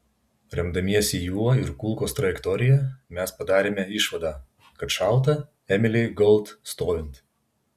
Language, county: Lithuanian, Vilnius